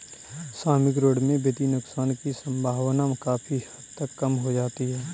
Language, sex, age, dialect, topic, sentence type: Hindi, male, 31-35, Kanauji Braj Bhasha, banking, statement